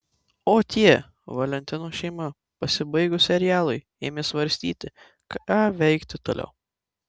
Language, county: Lithuanian, Tauragė